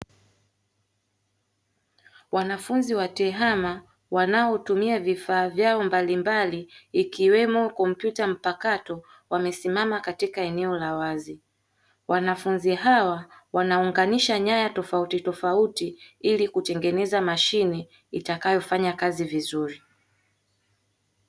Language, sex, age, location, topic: Swahili, female, 18-24, Dar es Salaam, education